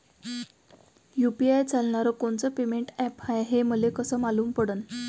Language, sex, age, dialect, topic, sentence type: Marathi, female, 18-24, Varhadi, banking, question